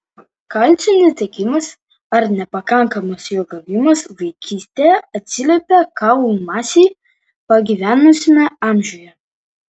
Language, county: Lithuanian, Vilnius